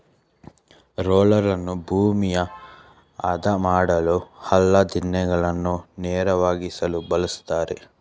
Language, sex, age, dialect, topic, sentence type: Kannada, male, 18-24, Mysore Kannada, agriculture, statement